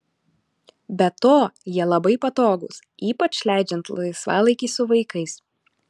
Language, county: Lithuanian, Alytus